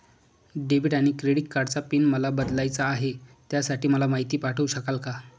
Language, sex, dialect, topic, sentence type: Marathi, male, Northern Konkan, banking, question